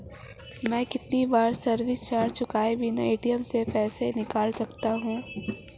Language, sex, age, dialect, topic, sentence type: Hindi, female, 18-24, Marwari Dhudhari, banking, question